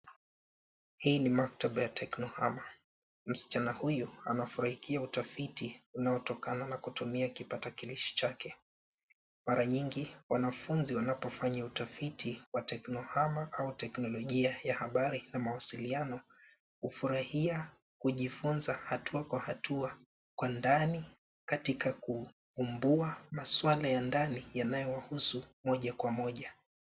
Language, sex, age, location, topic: Swahili, male, 25-35, Nairobi, education